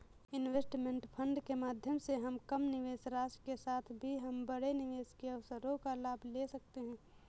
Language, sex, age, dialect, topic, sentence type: Hindi, female, 18-24, Awadhi Bundeli, banking, statement